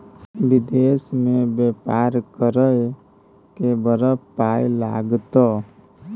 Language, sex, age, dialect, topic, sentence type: Maithili, male, 18-24, Bajjika, banking, statement